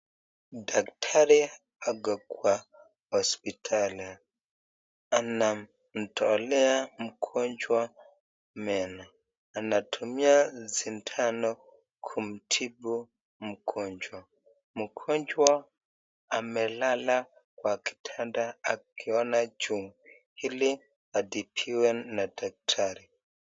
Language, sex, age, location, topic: Swahili, male, 25-35, Nakuru, health